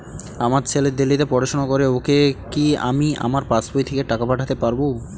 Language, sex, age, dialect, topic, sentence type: Bengali, male, 18-24, Northern/Varendri, banking, question